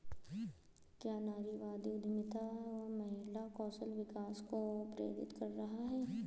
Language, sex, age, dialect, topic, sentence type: Hindi, female, 18-24, Awadhi Bundeli, banking, statement